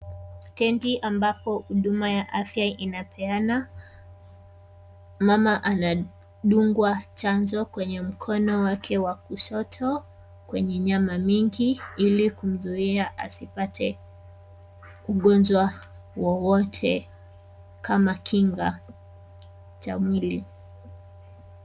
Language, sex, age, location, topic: Swahili, female, 18-24, Kisumu, health